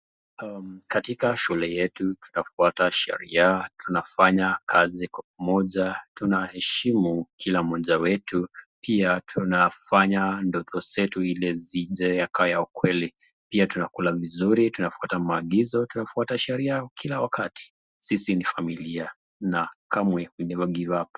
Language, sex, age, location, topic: Swahili, male, 25-35, Nakuru, education